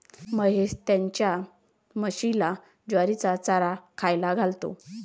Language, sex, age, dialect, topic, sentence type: Marathi, female, 60-100, Varhadi, agriculture, statement